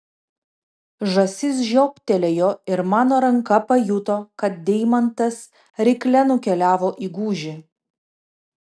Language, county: Lithuanian, Vilnius